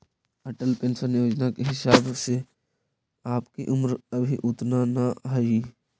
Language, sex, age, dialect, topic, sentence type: Magahi, male, 18-24, Central/Standard, agriculture, statement